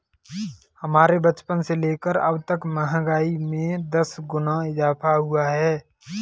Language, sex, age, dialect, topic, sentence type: Hindi, male, 18-24, Kanauji Braj Bhasha, banking, statement